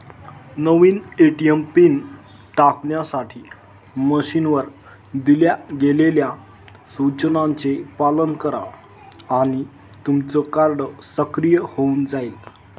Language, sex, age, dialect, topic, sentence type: Marathi, male, 25-30, Northern Konkan, banking, statement